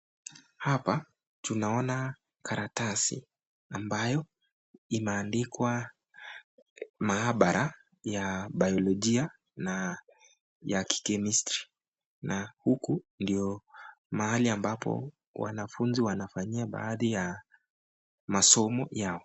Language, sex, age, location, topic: Swahili, male, 25-35, Nakuru, education